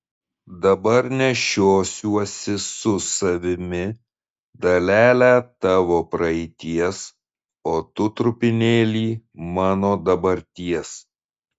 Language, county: Lithuanian, Šiauliai